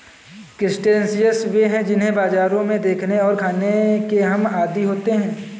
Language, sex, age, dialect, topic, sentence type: Hindi, male, 18-24, Kanauji Braj Bhasha, agriculture, statement